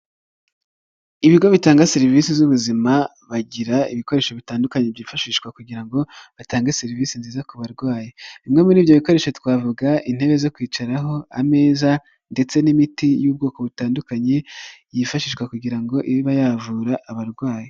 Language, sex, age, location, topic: Kinyarwanda, male, 25-35, Nyagatare, health